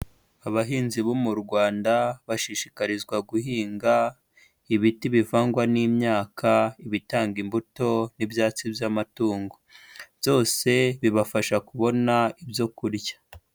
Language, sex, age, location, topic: Kinyarwanda, female, 25-35, Huye, agriculture